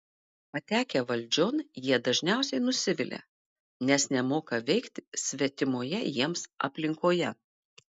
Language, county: Lithuanian, Marijampolė